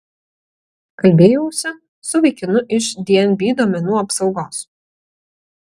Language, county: Lithuanian, Kaunas